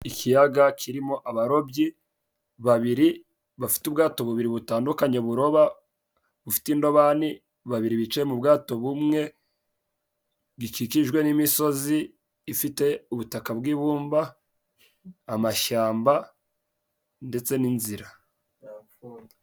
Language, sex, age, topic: Kinyarwanda, male, 18-24, agriculture